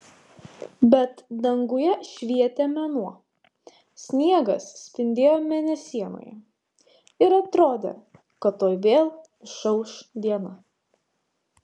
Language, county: Lithuanian, Vilnius